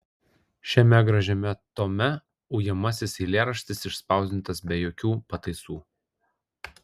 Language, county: Lithuanian, Vilnius